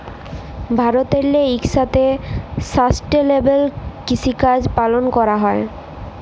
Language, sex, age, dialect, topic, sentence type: Bengali, female, 18-24, Jharkhandi, agriculture, statement